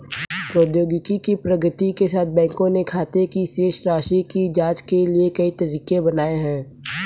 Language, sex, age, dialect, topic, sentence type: Hindi, male, 18-24, Kanauji Braj Bhasha, banking, statement